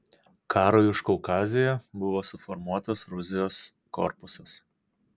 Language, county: Lithuanian, Kaunas